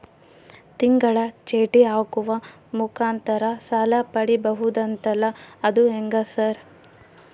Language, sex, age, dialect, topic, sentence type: Kannada, female, 18-24, Central, banking, question